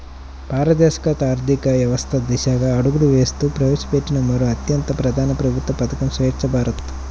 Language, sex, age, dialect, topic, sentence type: Telugu, male, 31-35, Central/Coastal, banking, statement